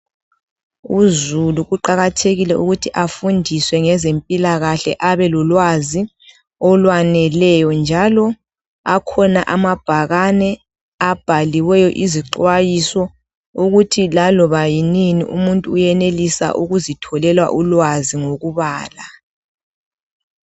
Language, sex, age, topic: North Ndebele, female, 25-35, health